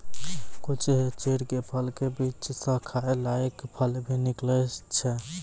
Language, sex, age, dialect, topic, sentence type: Maithili, male, 18-24, Angika, agriculture, statement